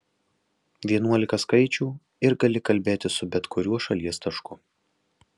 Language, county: Lithuanian, Alytus